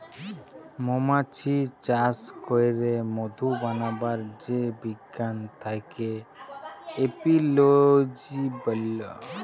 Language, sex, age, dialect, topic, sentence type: Bengali, male, 25-30, Jharkhandi, agriculture, statement